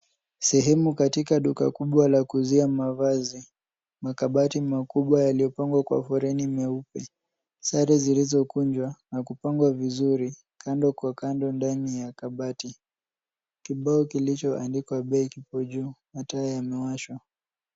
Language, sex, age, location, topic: Swahili, male, 18-24, Nairobi, finance